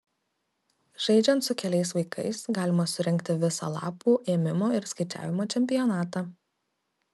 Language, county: Lithuanian, Kaunas